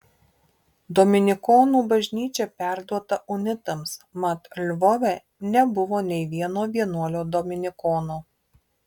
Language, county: Lithuanian, Marijampolė